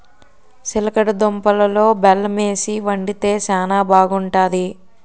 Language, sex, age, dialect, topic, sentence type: Telugu, male, 60-100, Utterandhra, agriculture, statement